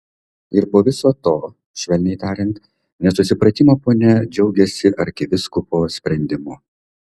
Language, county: Lithuanian, Kaunas